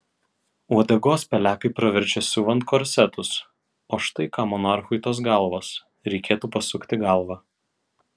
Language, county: Lithuanian, Vilnius